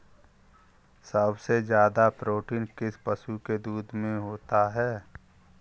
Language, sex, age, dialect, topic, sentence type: Hindi, male, 51-55, Kanauji Braj Bhasha, agriculture, question